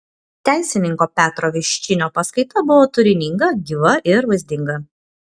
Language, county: Lithuanian, Kaunas